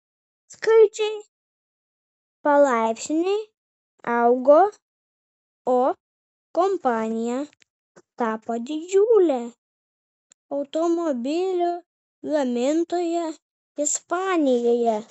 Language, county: Lithuanian, Vilnius